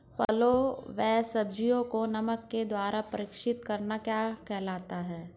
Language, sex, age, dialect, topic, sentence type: Hindi, male, 46-50, Hindustani Malvi Khadi Boli, agriculture, question